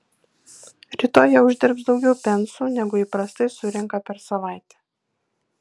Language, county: Lithuanian, Kaunas